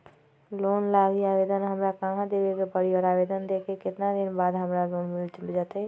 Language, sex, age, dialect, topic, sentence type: Magahi, female, 18-24, Western, banking, question